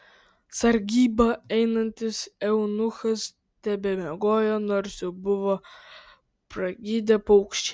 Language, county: Lithuanian, Vilnius